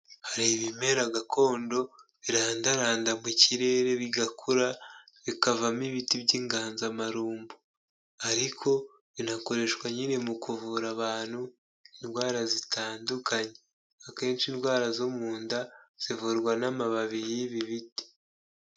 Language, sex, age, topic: Kinyarwanda, male, 18-24, health